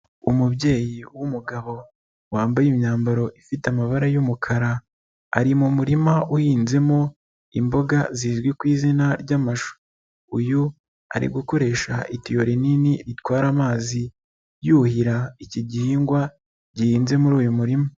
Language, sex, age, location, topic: Kinyarwanda, male, 36-49, Nyagatare, agriculture